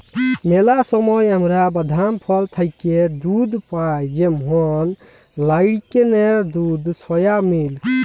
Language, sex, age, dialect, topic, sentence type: Bengali, male, 18-24, Jharkhandi, agriculture, statement